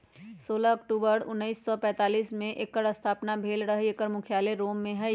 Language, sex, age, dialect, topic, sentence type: Magahi, female, 25-30, Western, agriculture, statement